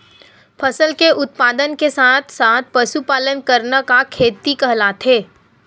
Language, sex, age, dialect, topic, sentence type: Chhattisgarhi, female, 18-24, Western/Budati/Khatahi, agriculture, question